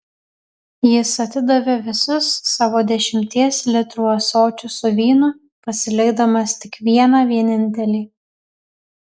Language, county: Lithuanian, Kaunas